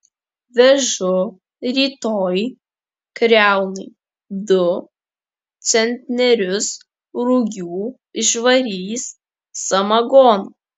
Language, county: Lithuanian, Kaunas